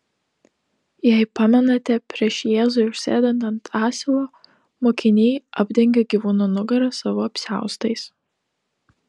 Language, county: Lithuanian, Telšiai